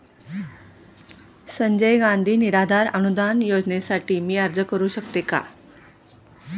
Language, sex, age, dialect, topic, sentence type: Marathi, female, 46-50, Standard Marathi, banking, question